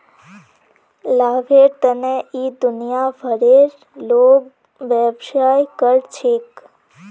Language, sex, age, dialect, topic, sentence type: Magahi, female, 18-24, Northeastern/Surjapuri, banking, statement